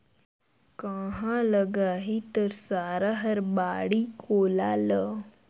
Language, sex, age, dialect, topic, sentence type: Chhattisgarhi, female, 51-55, Northern/Bhandar, agriculture, statement